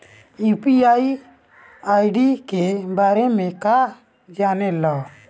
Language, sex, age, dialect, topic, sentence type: Bhojpuri, male, 25-30, Northern, banking, question